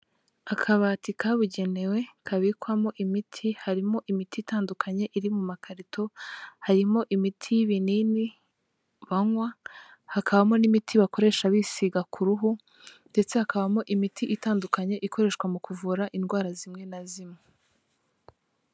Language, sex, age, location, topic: Kinyarwanda, female, 18-24, Kigali, health